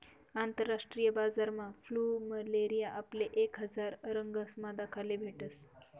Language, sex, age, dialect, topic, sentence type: Marathi, female, 18-24, Northern Konkan, agriculture, statement